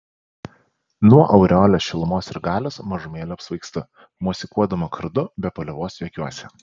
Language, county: Lithuanian, Panevėžys